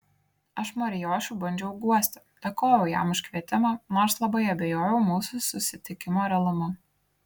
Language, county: Lithuanian, Kaunas